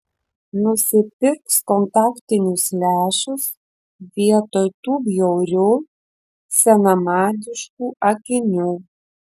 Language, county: Lithuanian, Vilnius